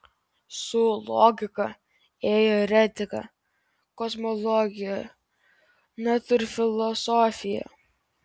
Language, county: Lithuanian, Vilnius